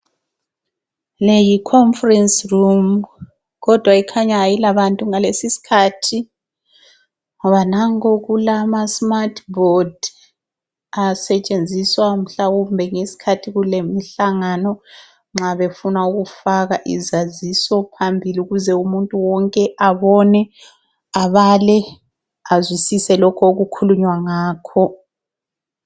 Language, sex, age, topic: North Ndebele, female, 36-49, education